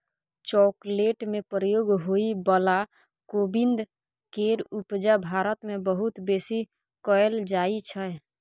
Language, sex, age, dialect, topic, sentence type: Maithili, female, 41-45, Bajjika, agriculture, statement